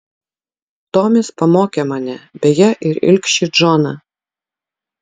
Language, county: Lithuanian, Utena